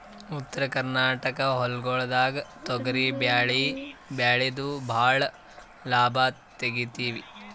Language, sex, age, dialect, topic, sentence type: Kannada, male, 18-24, Northeastern, agriculture, statement